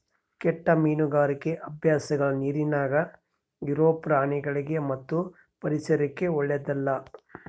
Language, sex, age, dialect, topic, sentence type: Kannada, male, 31-35, Central, agriculture, statement